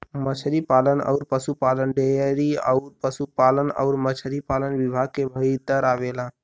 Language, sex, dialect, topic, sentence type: Bhojpuri, male, Western, agriculture, statement